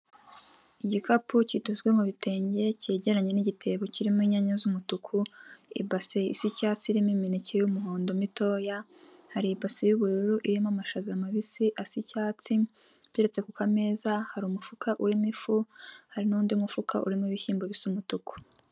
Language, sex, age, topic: Kinyarwanda, female, 18-24, finance